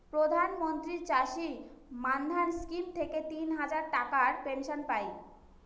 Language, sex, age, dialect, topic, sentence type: Bengali, female, 25-30, Northern/Varendri, agriculture, statement